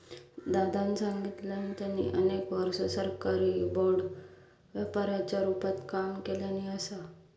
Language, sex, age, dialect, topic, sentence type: Marathi, female, 31-35, Southern Konkan, banking, statement